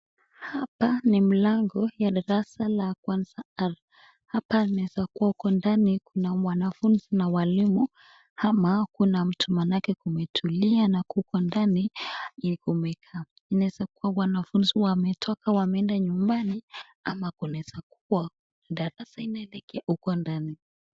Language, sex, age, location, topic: Swahili, female, 18-24, Nakuru, education